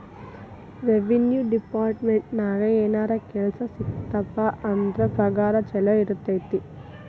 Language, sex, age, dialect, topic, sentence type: Kannada, female, 18-24, Dharwad Kannada, banking, statement